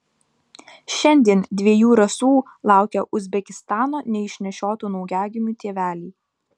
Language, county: Lithuanian, Vilnius